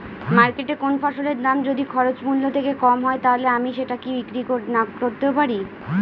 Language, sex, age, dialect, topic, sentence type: Bengali, female, 41-45, Standard Colloquial, agriculture, question